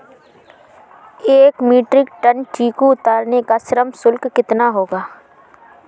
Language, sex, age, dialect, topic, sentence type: Hindi, female, 31-35, Awadhi Bundeli, agriculture, question